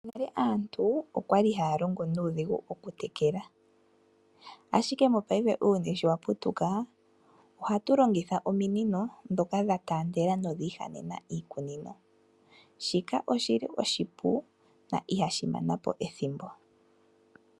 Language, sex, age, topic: Oshiwambo, female, 25-35, agriculture